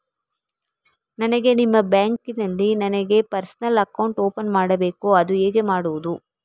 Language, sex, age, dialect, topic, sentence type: Kannada, female, 36-40, Coastal/Dakshin, banking, question